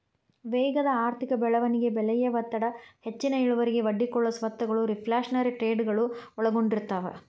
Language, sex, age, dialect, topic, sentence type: Kannada, female, 41-45, Dharwad Kannada, banking, statement